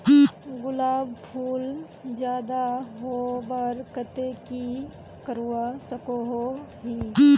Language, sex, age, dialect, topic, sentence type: Magahi, female, 18-24, Northeastern/Surjapuri, agriculture, question